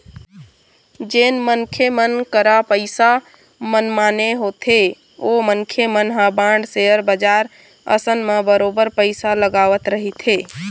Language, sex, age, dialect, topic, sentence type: Chhattisgarhi, female, 31-35, Eastern, banking, statement